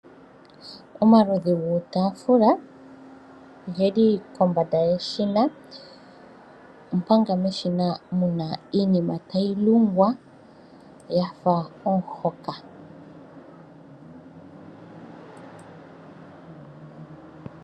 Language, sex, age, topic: Oshiwambo, female, 25-35, finance